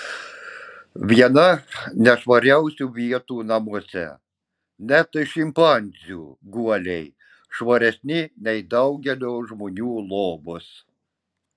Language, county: Lithuanian, Klaipėda